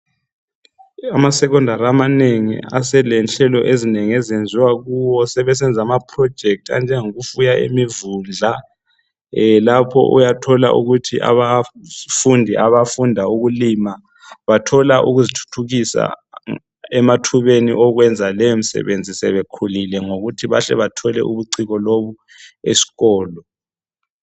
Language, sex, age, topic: North Ndebele, male, 36-49, education